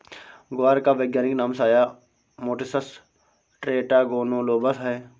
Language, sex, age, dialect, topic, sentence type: Hindi, male, 46-50, Awadhi Bundeli, agriculture, statement